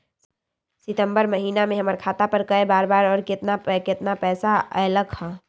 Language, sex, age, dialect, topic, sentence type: Magahi, female, 18-24, Western, banking, question